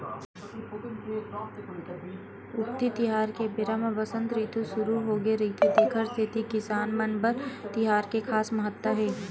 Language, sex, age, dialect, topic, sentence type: Chhattisgarhi, female, 18-24, Western/Budati/Khatahi, agriculture, statement